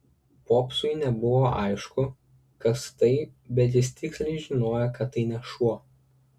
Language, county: Lithuanian, Klaipėda